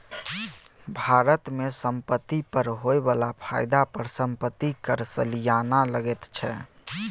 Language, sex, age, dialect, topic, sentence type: Maithili, male, 18-24, Bajjika, banking, statement